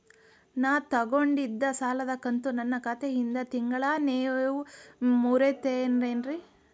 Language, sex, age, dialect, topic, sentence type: Kannada, female, 41-45, Dharwad Kannada, banking, question